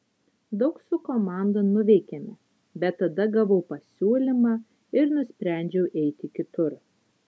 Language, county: Lithuanian, Utena